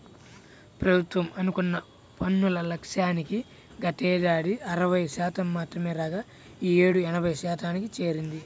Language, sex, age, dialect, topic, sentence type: Telugu, male, 31-35, Central/Coastal, banking, statement